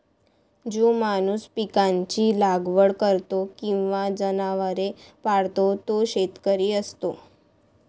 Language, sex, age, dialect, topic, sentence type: Marathi, female, 18-24, Varhadi, agriculture, statement